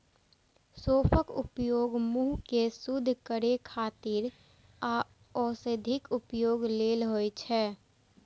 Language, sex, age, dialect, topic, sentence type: Maithili, female, 18-24, Eastern / Thethi, agriculture, statement